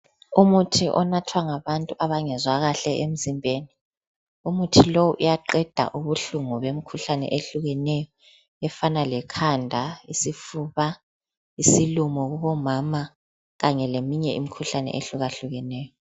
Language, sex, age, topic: North Ndebele, female, 25-35, health